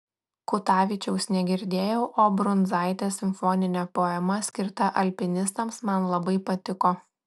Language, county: Lithuanian, Klaipėda